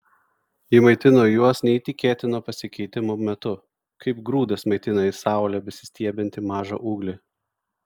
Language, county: Lithuanian, Vilnius